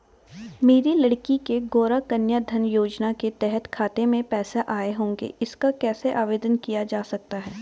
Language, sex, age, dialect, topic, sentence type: Hindi, female, 18-24, Garhwali, banking, question